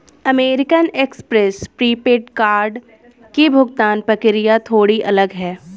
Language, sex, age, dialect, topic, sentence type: Hindi, female, 25-30, Awadhi Bundeli, banking, statement